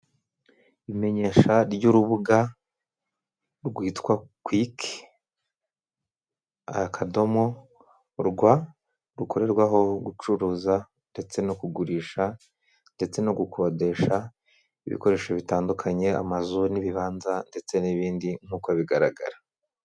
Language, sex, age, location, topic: Kinyarwanda, male, 25-35, Kigali, finance